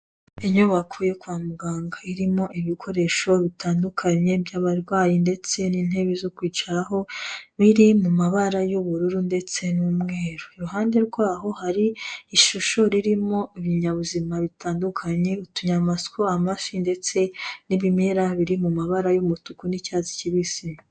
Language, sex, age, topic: Kinyarwanda, female, 18-24, health